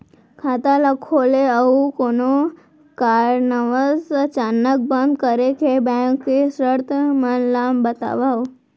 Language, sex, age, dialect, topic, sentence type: Chhattisgarhi, female, 18-24, Central, banking, question